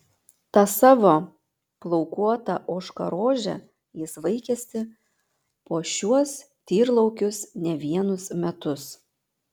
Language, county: Lithuanian, Panevėžys